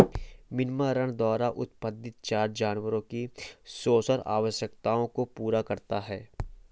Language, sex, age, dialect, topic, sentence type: Hindi, male, 18-24, Awadhi Bundeli, agriculture, statement